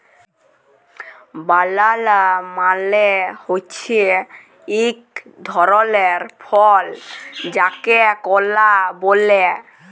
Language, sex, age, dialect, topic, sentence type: Bengali, male, <18, Jharkhandi, agriculture, statement